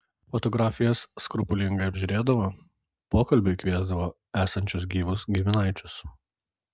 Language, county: Lithuanian, Kaunas